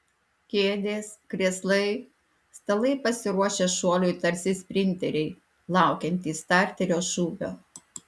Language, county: Lithuanian, Alytus